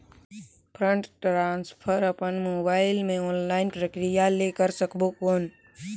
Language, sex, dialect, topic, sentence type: Chhattisgarhi, male, Northern/Bhandar, banking, question